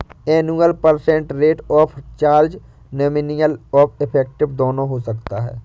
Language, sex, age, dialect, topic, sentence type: Hindi, male, 18-24, Awadhi Bundeli, banking, statement